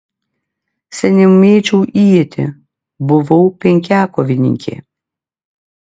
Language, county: Lithuanian, Klaipėda